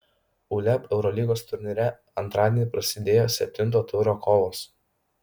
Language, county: Lithuanian, Kaunas